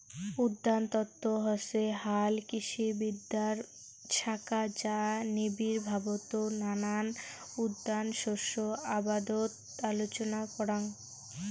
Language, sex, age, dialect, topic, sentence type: Bengali, female, 18-24, Rajbangshi, agriculture, statement